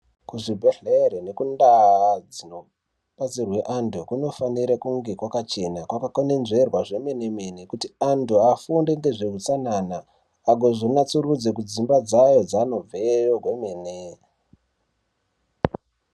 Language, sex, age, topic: Ndau, male, 18-24, health